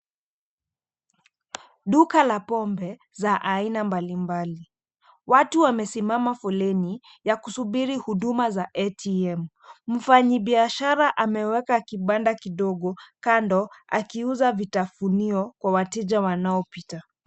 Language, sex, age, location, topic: Swahili, female, 25-35, Mombasa, government